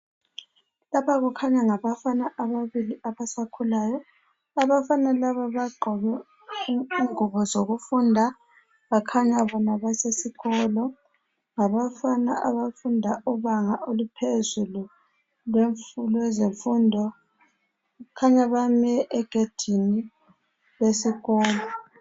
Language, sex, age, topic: North Ndebele, female, 36-49, education